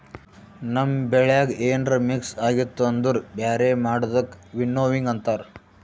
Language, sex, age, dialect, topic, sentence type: Kannada, male, 18-24, Northeastern, agriculture, statement